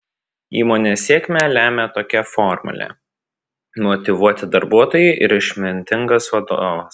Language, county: Lithuanian, Vilnius